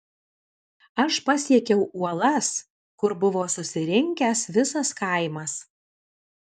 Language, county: Lithuanian, Alytus